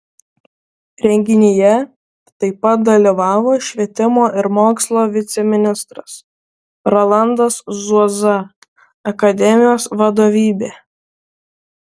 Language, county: Lithuanian, Vilnius